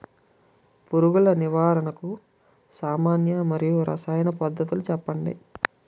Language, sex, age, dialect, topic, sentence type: Telugu, male, 18-24, Utterandhra, agriculture, question